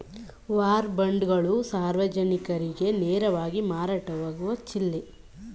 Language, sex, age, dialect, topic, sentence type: Kannada, female, 18-24, Mysore Kannada, banking, statement